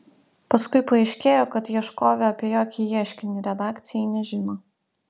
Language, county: Lithuanian, Utena